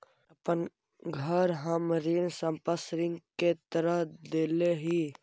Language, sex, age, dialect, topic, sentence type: Magahi, male, 51-55, Central/Standard, banking, statement